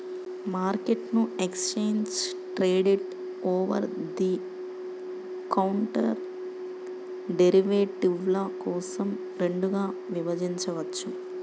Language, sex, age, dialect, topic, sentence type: Telugu, male, 31-35, Central/Coastal, banking, statement